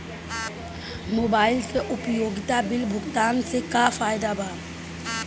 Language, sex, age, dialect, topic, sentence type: Bhojpuri, female, 31-35, Southern / Standard, banking, question